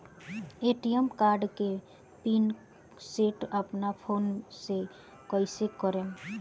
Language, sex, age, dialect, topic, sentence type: Bhojpuri, female, <18, Southern / Standard, banking, question